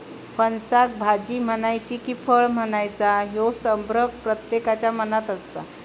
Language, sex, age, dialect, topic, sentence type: Marathi, female, 56-60, Southern Konkan, agriculture, statement